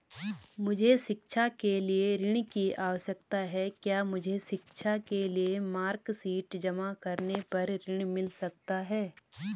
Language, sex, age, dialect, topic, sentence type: Hindi, female, 25-30, Garhwali, banking, question